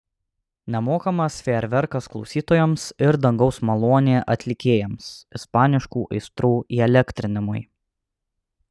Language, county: Lithuanian, Alytus